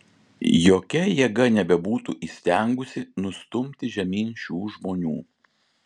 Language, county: Lithuanian, Vilnius